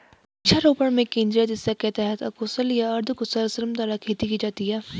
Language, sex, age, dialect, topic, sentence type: Hindi, female, 18-24, Garhwali, agriculture, statement